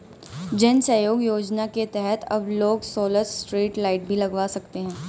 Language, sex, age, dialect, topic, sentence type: Hindi, female, 18-24, Hindustani Malvi Khadi Boli, banking, statement